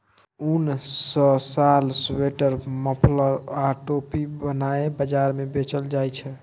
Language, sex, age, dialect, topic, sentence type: Maithili, male, 36-40, Bajjika, agriculture, statement